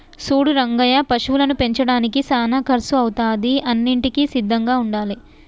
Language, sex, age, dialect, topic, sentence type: Telugu, female, 25-30, Telangana, agriculture, statement